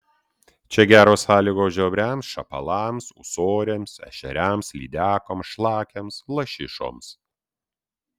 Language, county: Lithuanian, Utena